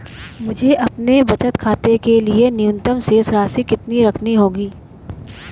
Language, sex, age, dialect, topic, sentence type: Hindi, female, 31-35, Marwari Dhudhari, banking, question